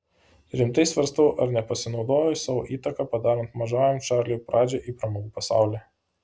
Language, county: Lithuanian, Panevėžys